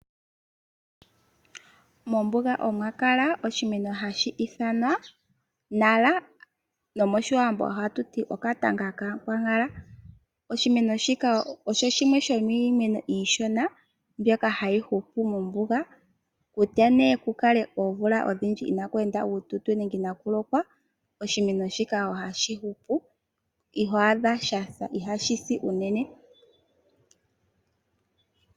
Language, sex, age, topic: Oshiwambo, female, 25-35, agriculture